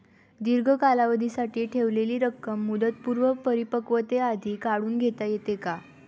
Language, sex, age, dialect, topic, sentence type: Marathi, female, 18-24, Standard Marathi, banking, question